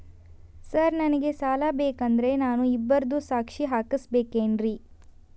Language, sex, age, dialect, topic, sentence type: Kannada, female, 25-30, Dharwad Kannada, banking, question